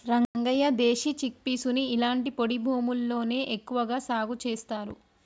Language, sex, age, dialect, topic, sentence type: Telugu, female, 18-24, Telangana, agriculture, statement